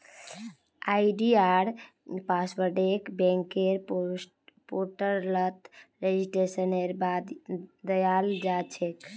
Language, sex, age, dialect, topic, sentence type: Magahi, female, 18-24, Northeastern/Surjapuri, banking, statement